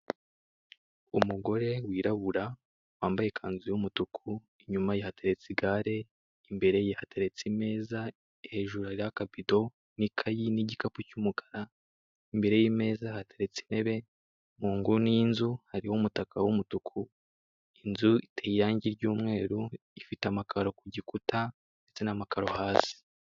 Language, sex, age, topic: Kinyarwanda, male, 18-24, finance